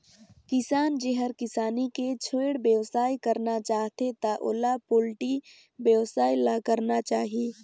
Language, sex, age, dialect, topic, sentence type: Chhattisgarhi, female, 18-24, Northern/Bhandar, agriculture, statement